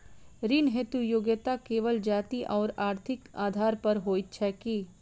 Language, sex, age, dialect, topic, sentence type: Maithili, female, 25-30, Southern/Standard, banking, question